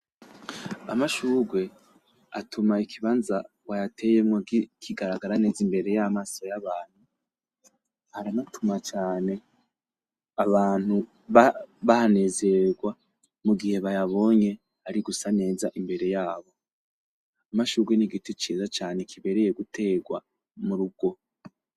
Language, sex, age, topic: Rundi, male, 25-35, agriculture